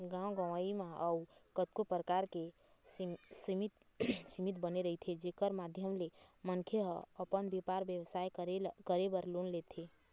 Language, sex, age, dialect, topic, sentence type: Chhattisgarhi, female, 18-24, Eastern, banking, statement